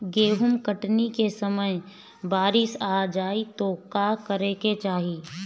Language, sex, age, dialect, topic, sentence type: Bhojpuri, female, 25-30, Northern, agriculture, question